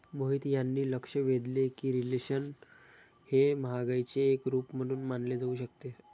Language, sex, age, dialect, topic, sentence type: Marathi, male, 31-35, Standard Marathi, banking, statement